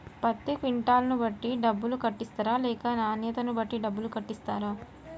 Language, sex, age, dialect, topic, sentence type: Telugu, male, 18-24, Telangana, agriculture, question